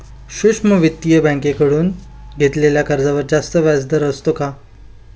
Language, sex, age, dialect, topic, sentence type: Marathi, male, 25-30, Standard Marathi, banking, question